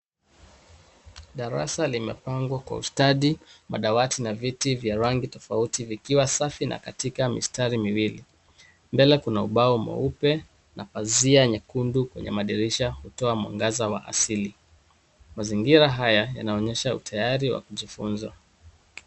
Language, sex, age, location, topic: Swahili, male, 36-49, Nairobi, education